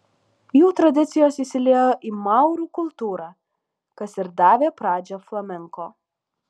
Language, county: Lithuanian, Alytus